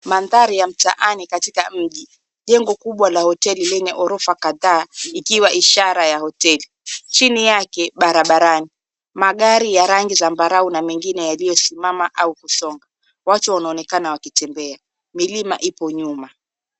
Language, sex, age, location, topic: Swahili, female, 25-35, Mombasa, government